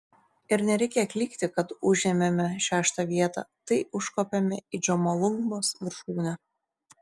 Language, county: Lithuanian, Šiauliai